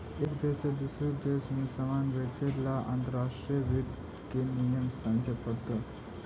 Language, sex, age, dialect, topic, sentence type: Magahi, male, 31-35, Central/Standard, agriculture, statement